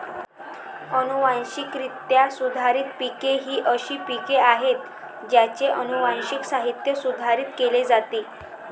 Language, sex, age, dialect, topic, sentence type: Marathi, female, 18-24, Varhadi, agriculture, statement